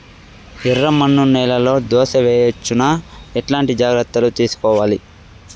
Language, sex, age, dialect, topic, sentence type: Telugu, male, 41-45, Southern, agriculture, question